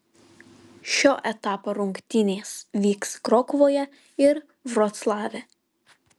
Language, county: Lithuanian, Vilnius